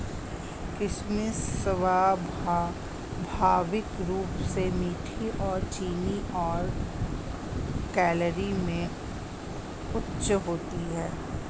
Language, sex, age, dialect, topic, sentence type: Hindi, female, 36-40, Hindustani Malvi Khadi Boli, agriculture, statement